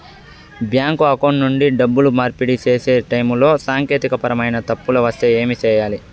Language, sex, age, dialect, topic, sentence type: Telugu, male, 41-45, Southern, banking, question